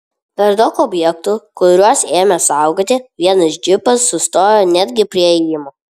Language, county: Lithuanian, Vilnius